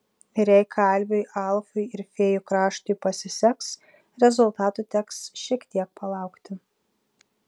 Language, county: Lithuanian, Vilnius